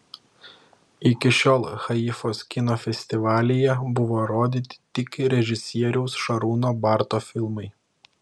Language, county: Lithuanian, Klaipėda